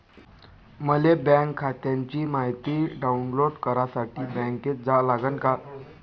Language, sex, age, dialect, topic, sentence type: Marathi, male, 18-24, Varhadi, banking, question